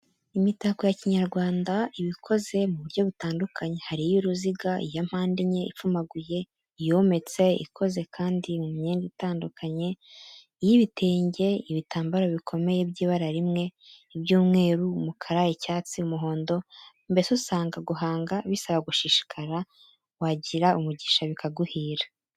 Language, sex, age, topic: Kinyarwanda, female, 18-24, education